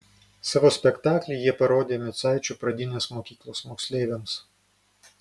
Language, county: Lithuanian, Vilnius